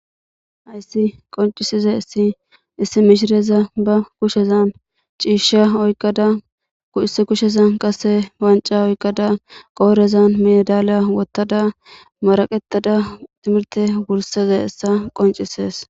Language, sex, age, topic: Gamo, female, 18-24, government